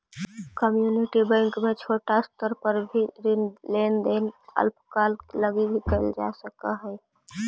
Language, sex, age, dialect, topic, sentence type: Magahi, female, 18-24, Central/Standard, banking, statement